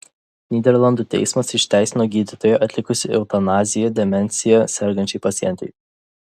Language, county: Lithuanian, Vilnius